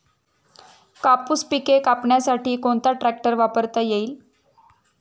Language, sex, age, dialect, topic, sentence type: Marathi, female, 31-35, Standard Marathi, agriculture, question